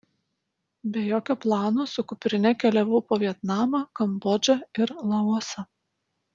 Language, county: Lithuanian, Utena